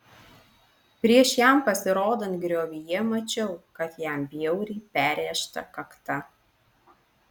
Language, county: Lithuanian, Alytus